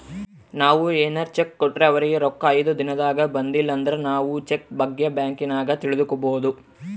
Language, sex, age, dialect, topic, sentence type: Kannada, male, 18-24, Central, banking, statement